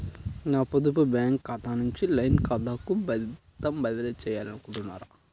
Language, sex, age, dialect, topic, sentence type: Telugu, male, 18-24, Central/Coastal, banking, question